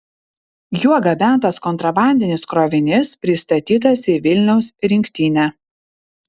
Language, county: Lithuanian, Vilnius